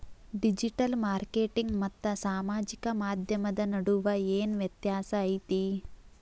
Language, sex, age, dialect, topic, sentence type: Kannada, female, 18-24, Dharwad Kannada, banking, statement